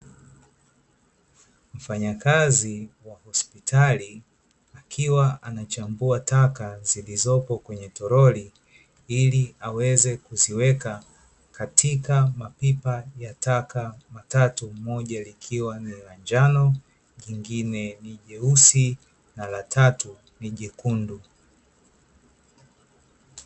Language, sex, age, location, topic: Swahili, male, 25-35, Dar es Salaam, government